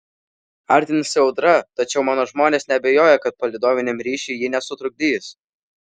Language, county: Lithuanian, Vilnius